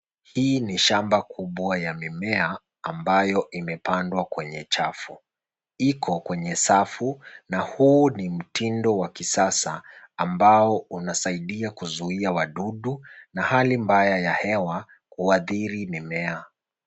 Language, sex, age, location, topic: Swahili, male, 25-35, Nairobi, agriculture